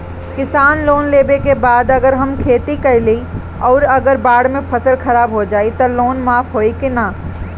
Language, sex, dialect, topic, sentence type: Bhojpuri, female, Northern, banking, question